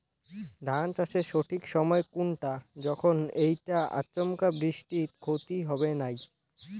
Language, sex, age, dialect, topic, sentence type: Bengali, male, <18, Rajbangshi, agriculture, question